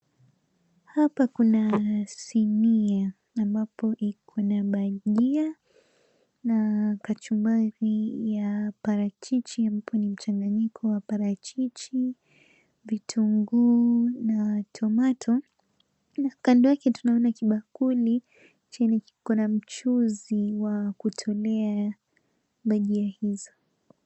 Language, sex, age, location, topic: Swahili, female, 18-24, Mombasa, agriculture